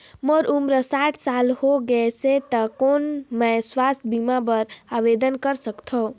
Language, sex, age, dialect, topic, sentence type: Chhattisgarhi, male, 56-60, Northern/Bhandar, banking, question